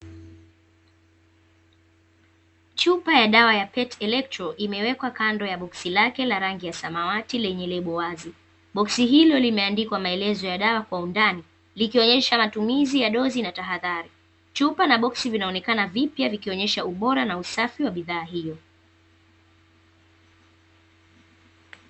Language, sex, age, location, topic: Swahili, female, 18-24, Dar es Salaam, agriculture